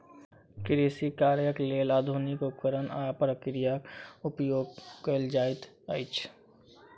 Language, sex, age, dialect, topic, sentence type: Maithili, male, 18-24, Southern/Standard, agriculture, statement